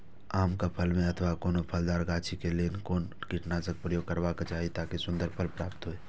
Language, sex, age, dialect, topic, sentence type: Maithili, male, 18-24, Eastern / Thethi, agriculture, question